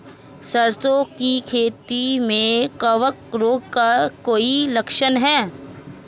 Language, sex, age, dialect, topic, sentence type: Hindi, female, 25-30, Marwari Dhudhari, agriculture, question